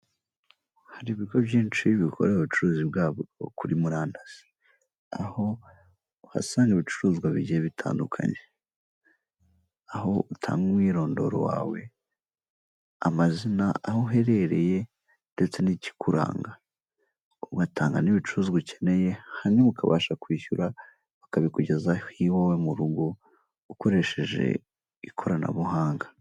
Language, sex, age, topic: Kinyarwanda, female, 25-35, finance